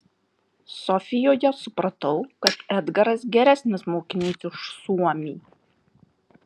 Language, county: Lithuanian, Marijampolė